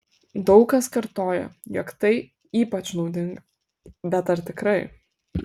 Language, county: Lithuanian, Kaunas